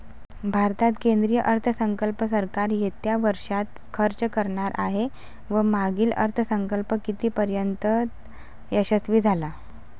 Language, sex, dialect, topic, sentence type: Marathi, female, Varhadi, banking, statement